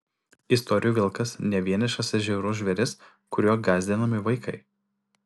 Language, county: Lithuanian, Utena